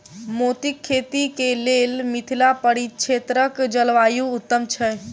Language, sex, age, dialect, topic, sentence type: Maithili, female, 18-24, Southern/Standard, agriculture, question